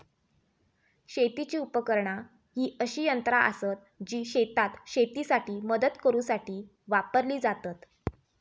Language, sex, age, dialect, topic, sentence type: Marathi, female, 25-30, Southern Konkan, agriculture, statement